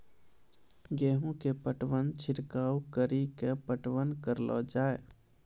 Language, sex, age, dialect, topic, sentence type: Maithili, male, 25-30, Angika, agriculture, question